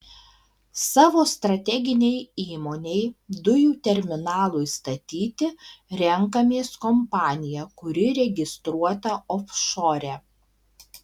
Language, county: Lithuanian, Alytus